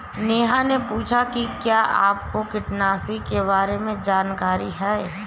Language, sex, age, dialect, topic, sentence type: Hindi, female, 31-35, Awadhi Bundeli, agriculture, statement